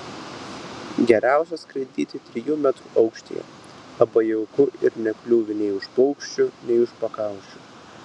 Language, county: Lithuanian, Vilnius